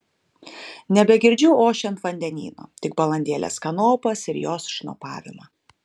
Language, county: Lithuanian, Kaunas